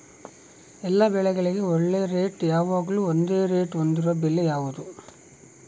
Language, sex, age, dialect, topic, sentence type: Kannada, male, 36-40, Central, agriculture, question